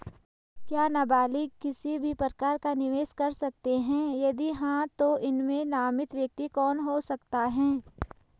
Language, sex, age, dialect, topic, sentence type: Hindi, female, 18-24, Garhwali, banking, question